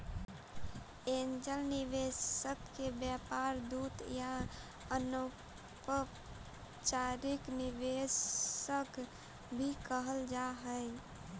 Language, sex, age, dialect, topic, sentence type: Magahi, female, 18-24, Central/Standard, banking, statement